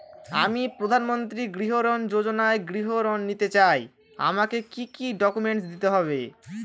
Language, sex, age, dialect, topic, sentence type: Bengali, male, <18, Northern/Varendri, banking, question